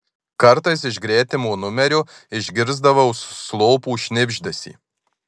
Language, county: Lithuanian, Marijampolė